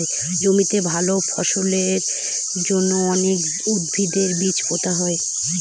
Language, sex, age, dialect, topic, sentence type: Bengali, female, 25-30, Northern/Varendri, agriculture, statement